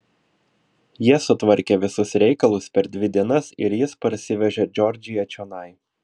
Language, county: Lithuanian, Vilnius